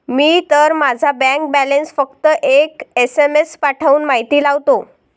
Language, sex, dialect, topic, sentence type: Marathi, female, Varhadi, banking, statement